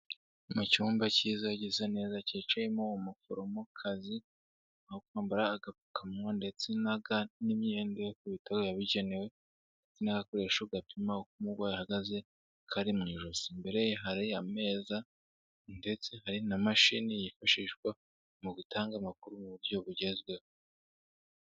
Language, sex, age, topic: Kinyarwanda, male, 18-24, health